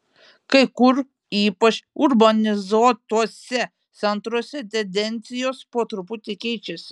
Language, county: Lithuanian, Šiauliai